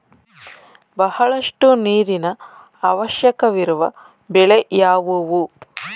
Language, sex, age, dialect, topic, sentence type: Kannada, female, 31-35, Mysore Kannada, agriculture, question